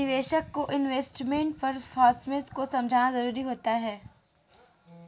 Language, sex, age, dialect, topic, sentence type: Hindi, female, 18-24, Kanauji Braj Bhasha, banking, statement